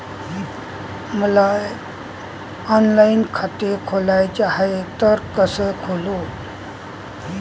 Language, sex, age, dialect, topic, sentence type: Marathi, male, 18-24, Varhadi, banking, question